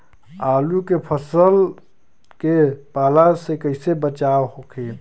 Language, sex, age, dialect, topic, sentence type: Bhojpuri, male, 25-30, Western, agriculture, question